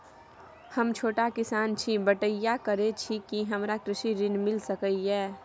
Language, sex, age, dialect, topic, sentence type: Maithili, female, 18-24, Bajjika, agriculture, question